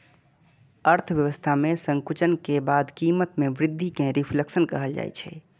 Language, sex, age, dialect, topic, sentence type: Maithili, male, 25-30, Eastern / Thethi, banking, statement